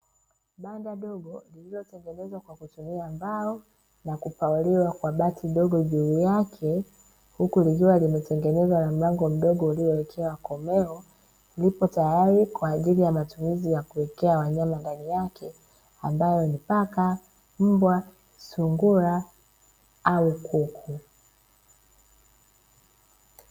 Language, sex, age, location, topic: Swahili, female, 25-35, Dar es Salaam, agriculture